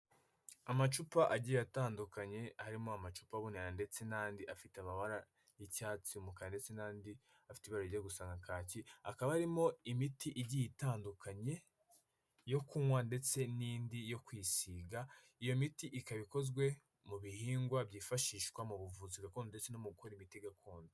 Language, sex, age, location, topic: Kinyarwanda, male, 25-35, Kigali, health